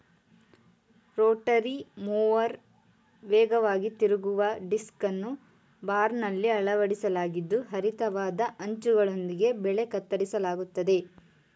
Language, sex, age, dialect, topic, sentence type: Kannada, male, 18-24, Mysore Kannada, agriculture, statement